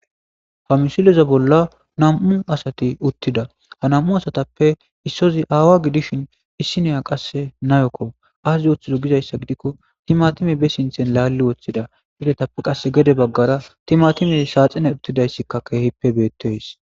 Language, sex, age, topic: Gamo, male, 25-35, agriculture